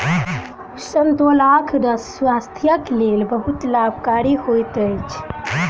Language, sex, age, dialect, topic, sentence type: Maithili, female, 18-24, Southern/Standard, agriculture, statement